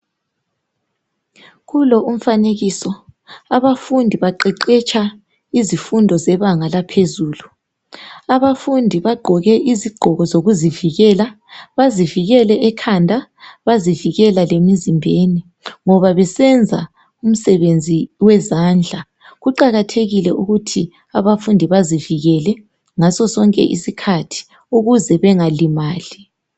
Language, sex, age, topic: North Ndebele, female, 36-49, education